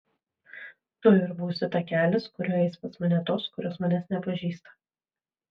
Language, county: Lithuanian, Vilnius